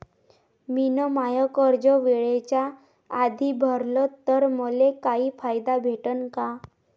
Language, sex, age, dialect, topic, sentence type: Marathi, female, 18-24, Varhadi, banking, question